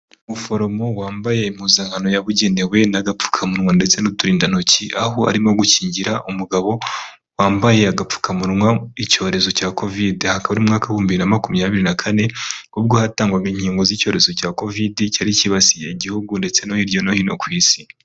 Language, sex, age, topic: Kinyarwanda, male, 18-24, health